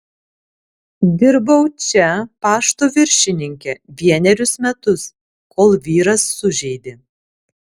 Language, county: Lithuanian, Alytus